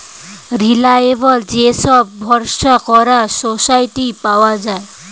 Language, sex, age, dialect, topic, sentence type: Bengali, female, 18-24, Western, banking, statement